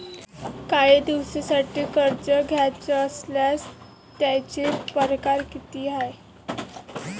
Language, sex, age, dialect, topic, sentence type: Marathi, female, 18-24, Varhadi, banking, question